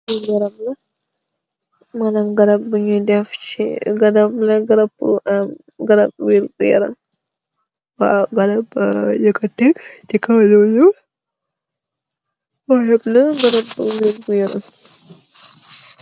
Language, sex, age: Wolof, female, 18-24